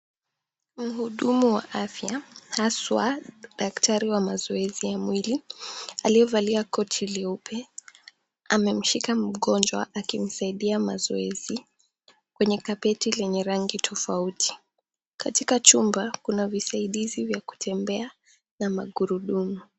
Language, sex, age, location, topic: Swahili, female, 18-24, Mombasa, health